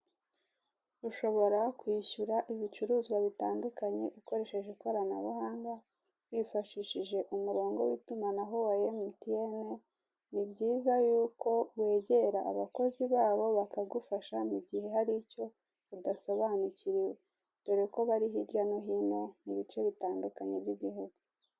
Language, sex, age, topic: Kinyarwanda, female, 36-49, finance